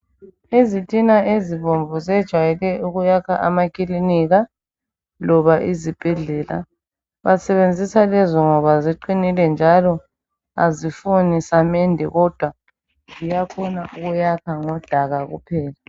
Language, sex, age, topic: North Ndebele, female, 25-35, health